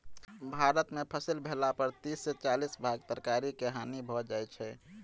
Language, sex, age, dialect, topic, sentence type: Maithili, male, 31-35, Southern/Standard, agriculture, statement